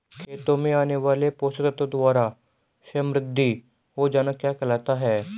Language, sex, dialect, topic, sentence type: Hindi, male, Hindustani Malvi Khadi Boli, agriculture, question